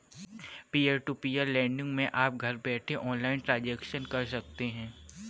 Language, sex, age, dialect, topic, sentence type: Hindi, female, 25-30, Kanauji Braj Bhasha, banking, statement